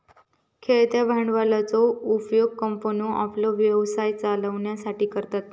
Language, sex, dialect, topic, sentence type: Marathi, female, Southern Konkan, banking, statement